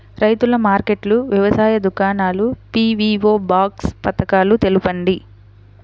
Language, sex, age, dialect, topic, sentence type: Telugu, female, 60-100, Central/Coastal, agriculture, question